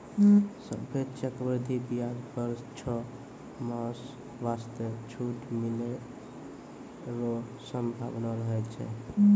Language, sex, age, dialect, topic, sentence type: Maithili, male, 18-24, Angika, banking, statement